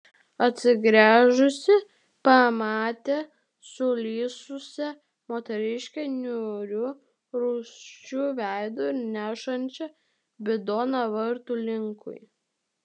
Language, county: Lithuanian, Vilnius